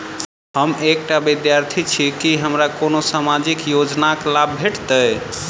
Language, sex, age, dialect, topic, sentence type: Maithili, male, 31-35, Southern/Standard, banking, question